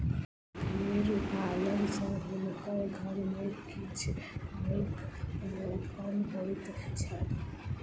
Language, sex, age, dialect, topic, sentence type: Maithili, female, 18-24, Southern/Standard, agriculture, statement